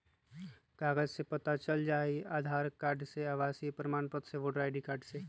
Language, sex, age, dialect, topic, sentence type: Magahi, male, 25-30, Western, banking, question